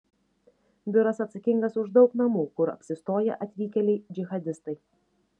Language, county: Lithuanian, Šiauliai